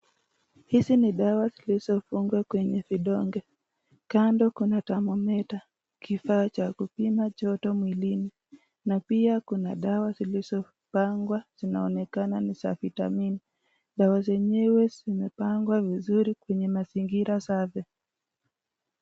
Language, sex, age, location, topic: Swahili, female, 25-35, Nakuru, health